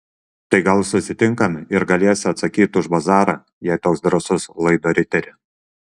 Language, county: Lithuanian, Kaunas